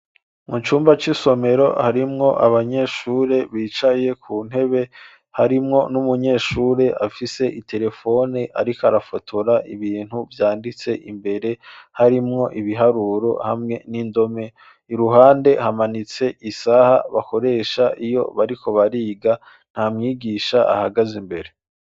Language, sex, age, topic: Rundi, male, 25-35, education